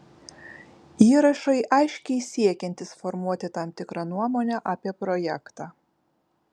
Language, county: Lithuanian, Kaunas